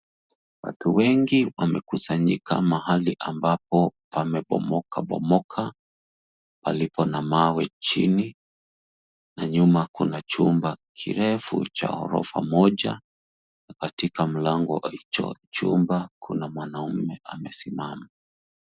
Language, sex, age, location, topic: Swahili, male, 36-49, Nairobi, health